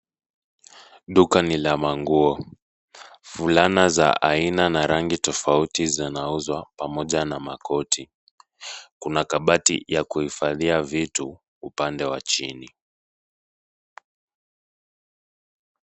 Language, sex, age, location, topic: Swahili, male, 25-35, Nairobi, finance